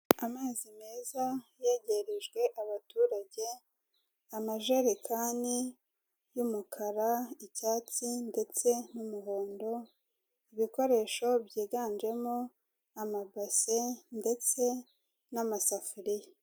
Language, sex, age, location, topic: Kinyarwanda, female, 18-24, Kigali, health